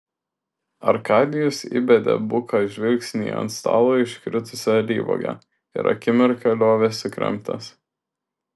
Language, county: Lithuanian, Šiauliai